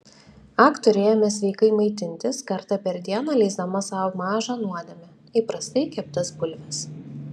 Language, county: Lithuanian, Kaunas